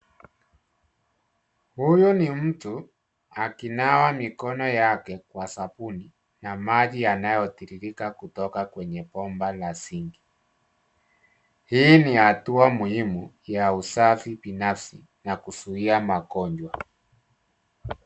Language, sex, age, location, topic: Swahili, male, 36-49, Nairobi, health